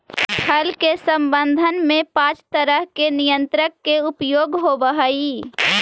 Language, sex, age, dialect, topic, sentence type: Magahi, female, 25-30, Central/Standard, banking, statement